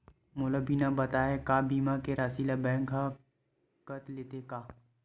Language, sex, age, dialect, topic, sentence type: Chhattisgarhi, male, 31-35, Western/Budati/Khatahi, banking, question